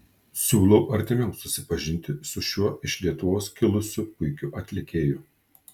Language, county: Lithuanian, Kaunas